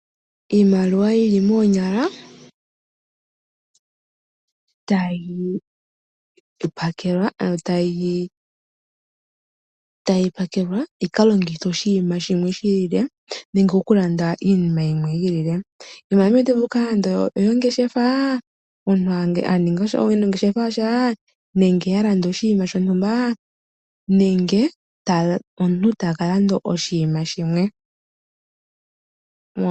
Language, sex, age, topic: Oshiwambo, female, 25-35, finance